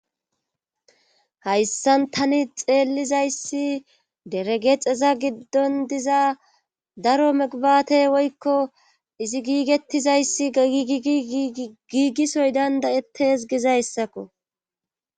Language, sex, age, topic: Gamo, female, 25-35, government